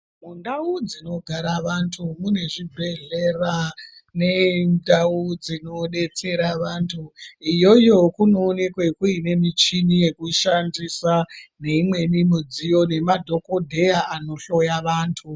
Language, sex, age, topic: Ndau, female, 36-49, health